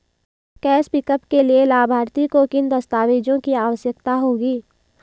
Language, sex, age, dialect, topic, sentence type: Hindi, female, 18-24, Hindustani Malvi Khadi Boli, banking, question